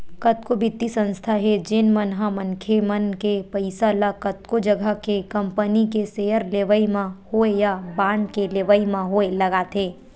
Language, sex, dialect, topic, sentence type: Chhattisgarhi, female, Western/Budati/Khatahi, banking, statement